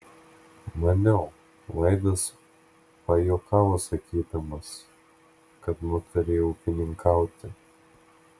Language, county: Lithuanian, Klaipėda